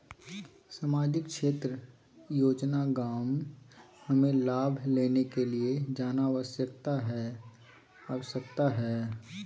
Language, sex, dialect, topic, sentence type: Magahi, male, Southern, banking, question